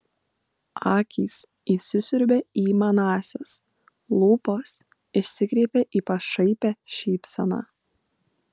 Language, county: Lithuanian, Kaunas